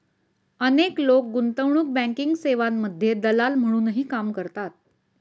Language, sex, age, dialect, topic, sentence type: Marathi, female, 36-40, Standard Marathi, banking, statement